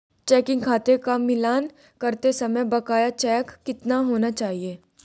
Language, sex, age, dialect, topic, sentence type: Hindi, female, 18-24, Hindustani Malvi Khadi Boli, banking, question